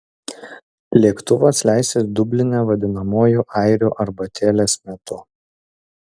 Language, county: Lithuanian, Utena